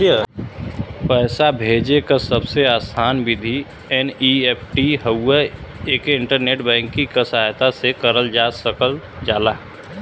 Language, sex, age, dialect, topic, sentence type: Bhojpuri, male, 25-30, Western, banking, statement